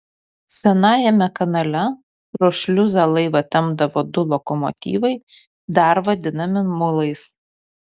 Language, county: Lithuanian, Kaunas